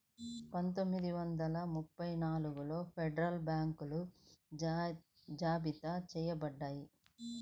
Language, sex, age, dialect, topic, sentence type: Telugu, female, 46-50, Central/Coastal, banking, statement